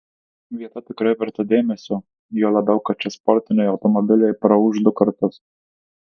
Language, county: Lithuanian, Tauragė